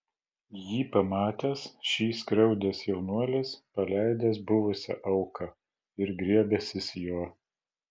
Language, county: Lithuanian, Vilnius